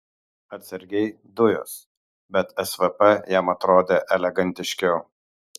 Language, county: Lithuanian, Kaunas